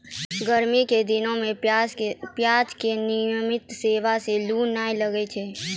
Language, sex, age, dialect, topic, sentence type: Maithili, female, 18-24, Angika, agriculture, statement